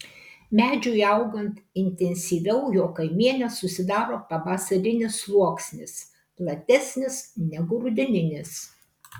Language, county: Lithuanian, Kaunas